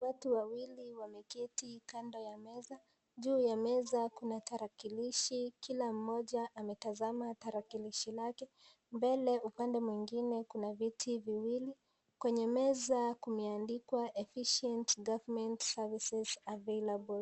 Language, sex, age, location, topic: Swahili, female, 18-24, Kisii, government